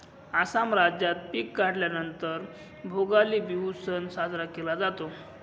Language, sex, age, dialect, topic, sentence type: Marathi, male, 25-30, Northern Konkan, agriculture, statement